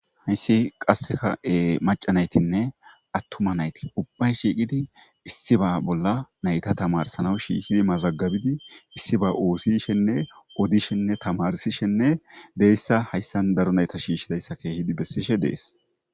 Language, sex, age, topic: Gamo, male, 25-35, government